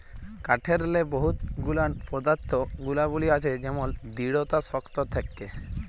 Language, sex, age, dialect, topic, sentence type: Bengali, male, 18-24, Jharkhandi, agriculture, statement